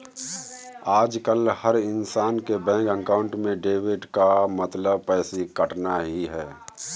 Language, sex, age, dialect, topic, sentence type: Hindi, male, 31-35, Kanauji Braj Bhasha, banking, statement